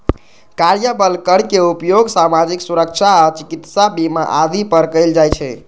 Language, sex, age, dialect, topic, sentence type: Maithili, male, 18-24, Eastern / Thethi, banking, statement